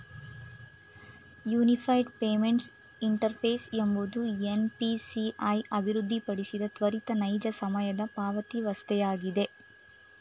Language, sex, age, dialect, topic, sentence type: Kannada, female, 25-30, Mysore Kannada, banking, statement